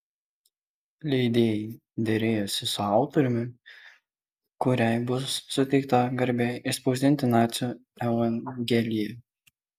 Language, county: Lithuanian, Kaunas